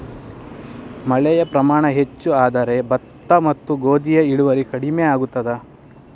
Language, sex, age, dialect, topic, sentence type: Kannada, male, 18-24, Coastal/Dakshin, agriculture, question